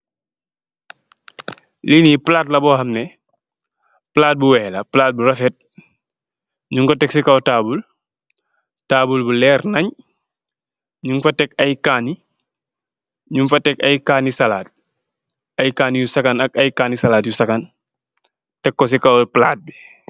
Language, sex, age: Wolof, male, 25-35